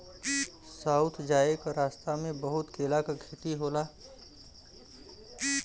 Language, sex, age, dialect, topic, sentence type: Bhojpuri, male, 31-35, Western, agriculture, statement